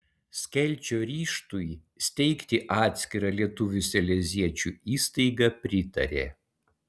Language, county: Lithuanian, Utena